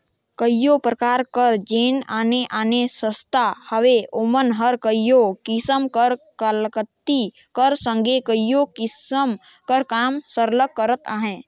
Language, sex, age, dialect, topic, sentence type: Chhattisgarhi, male, 25-30, Northern/Bhandar, banking, statement